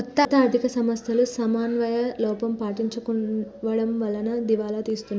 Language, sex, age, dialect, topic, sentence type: Telugu, female, 36-40, Telangana, banking, statement